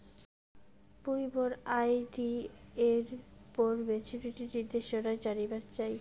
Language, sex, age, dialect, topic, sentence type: Bengali, female, 25-30, Rajbangshi, banking, statement